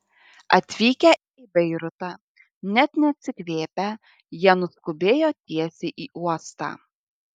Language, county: Lithuanian, Šiauliai